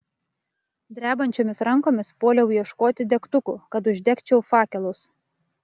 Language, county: Lithuanian, Klaipėda